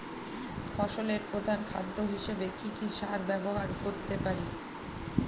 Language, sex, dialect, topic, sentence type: Bengali, female, Northern/Varendri, agriculture, question